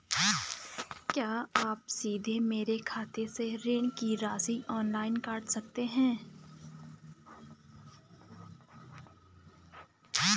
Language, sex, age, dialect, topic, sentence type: Hindi, female, 25-30, Garhwali, banking, question